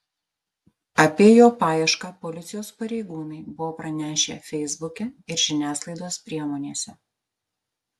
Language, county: Lithuanian, Marijampolė